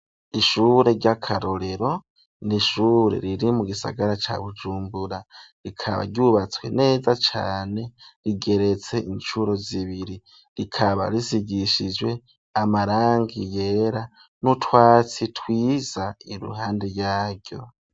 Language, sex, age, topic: Rundi, male, 25-35, education